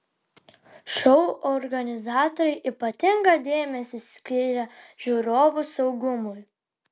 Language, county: Lithuanian, Vilnius